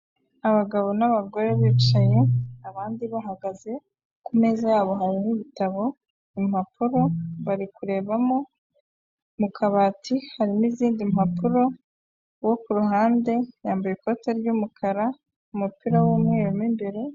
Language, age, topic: Kinyarwanda, 25-35, finance